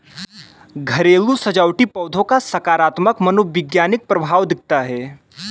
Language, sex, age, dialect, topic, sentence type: Hindi, male, 18-24, Kanauji Braj Bhasha, agriculture, statement